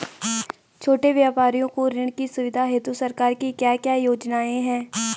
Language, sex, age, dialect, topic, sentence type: Hindi, female, 18-24, Garhwali, banking, question